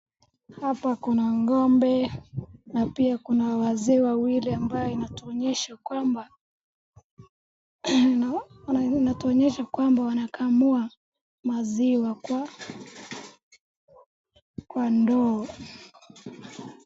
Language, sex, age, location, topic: Swahili, female, 25-35, Wajir, agriculture